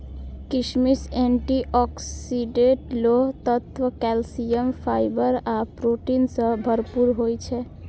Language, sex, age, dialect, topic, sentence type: Maithili, female, 41-45, Eastern / Thethi, agriculture, statement